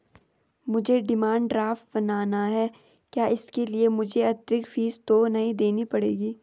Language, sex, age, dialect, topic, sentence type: Hindi, female, 18-24, Garhwali, banking, question